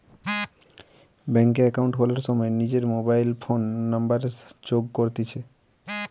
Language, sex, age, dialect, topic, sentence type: Bengali, male, 18-24, Western, banking, statement